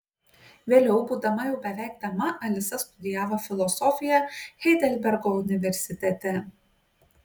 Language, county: Lithuanian, Kaunas